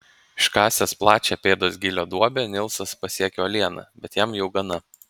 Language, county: Lithuanian, Panevėžys